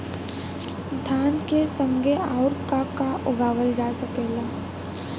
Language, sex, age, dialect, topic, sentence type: Bhojpuri, female, 18-24, Western, agriculture, question